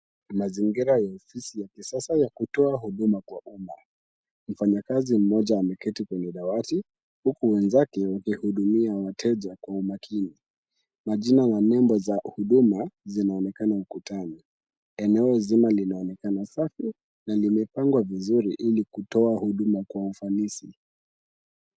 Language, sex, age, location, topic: Swahili, male, 18-24, Kisumu, government